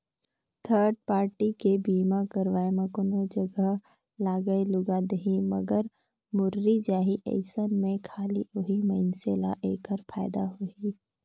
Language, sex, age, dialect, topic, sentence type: Chhattisgarhi, female, 18-24, Northern/Bhandar, banking, statement